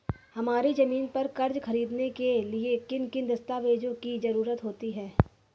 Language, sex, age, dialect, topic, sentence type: Hindi, female, 18-24, Awadhi Bundeli, banking, question